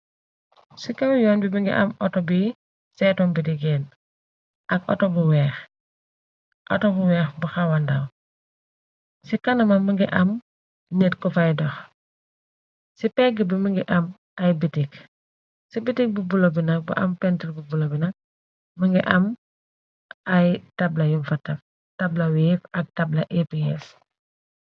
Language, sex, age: Wolof, female, 25-35